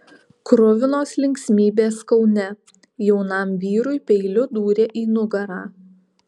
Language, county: Lithuanian, Alytus